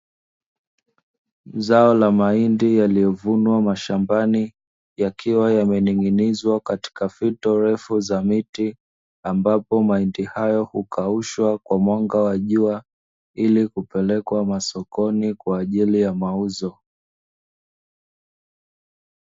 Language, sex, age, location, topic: Swahili, male, 25-35, Dar es Salaam, agriculture